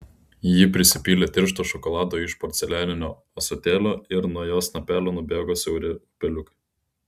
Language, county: Lithuanian, Klaipėda